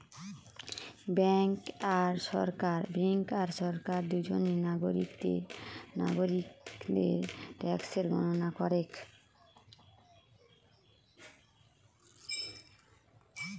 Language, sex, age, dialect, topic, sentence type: Bengali, female, 25-30, Western, banking, statement